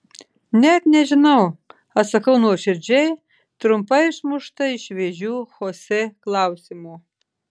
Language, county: Lithuanian, Marijampolė